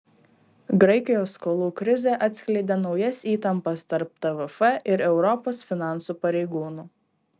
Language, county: Lithuanian, Klaipėda